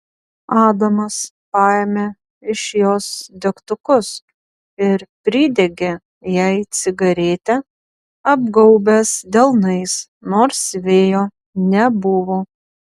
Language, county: Lithuanian, Panevėžys